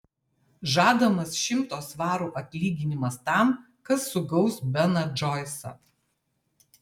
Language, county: Lithuanian, Vilnius